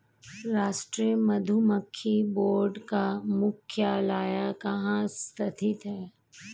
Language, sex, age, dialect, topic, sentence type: Hindi, female, 41-45, Hindustani Malvi Khadi Boli, agriculture, statement